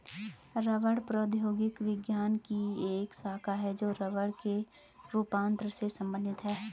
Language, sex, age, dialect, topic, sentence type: Hindi, female, 25-30, Garhwali, agriculture, statement